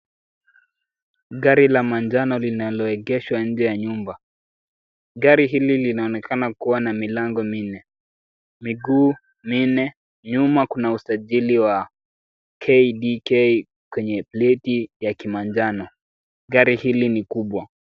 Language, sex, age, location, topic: Swahili, male, 18-24, Kisumu, finance